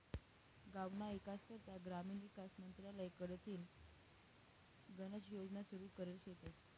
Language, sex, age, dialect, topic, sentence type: Marathi, female, 18-24, Northern Konkan, agriculture, statement